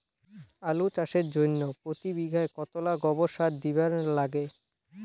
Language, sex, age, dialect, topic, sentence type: Bengali, male, <18, Rajbangshi, agriculture, question